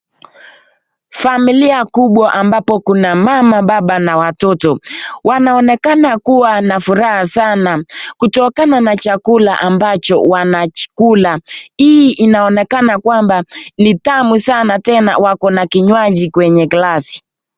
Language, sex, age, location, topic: Swahili, male, 18-24, Nakuru, finance